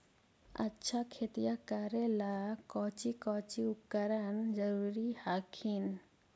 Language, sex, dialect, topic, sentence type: Magahi, female, Central/Standard, agriculture, question